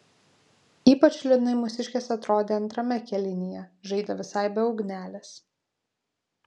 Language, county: Lithuanian, Vilnius